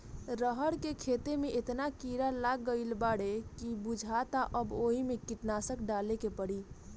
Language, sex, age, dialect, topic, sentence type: Bhojpuri, female, 18-24, Southern / Standard, agriculture, statement